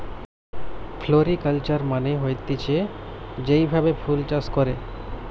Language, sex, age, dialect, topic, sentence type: Bengali, male, 25-30, Western, agriculture, statement